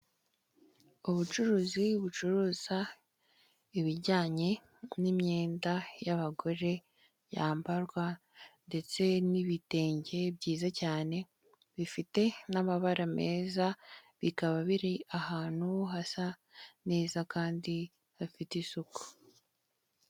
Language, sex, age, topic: Kinyarwanda, female, 25-35, finance